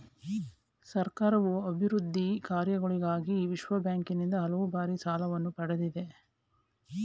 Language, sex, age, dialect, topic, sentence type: Kannada, female, 46-50, Mysore Kannada, banking, statement